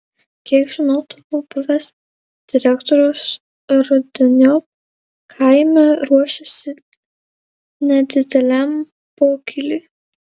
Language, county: Lithuanian, Marijampolė